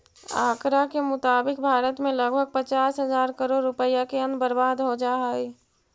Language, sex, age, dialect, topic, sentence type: Magahi, female, 36-40, Central/Standard, agriculture, statement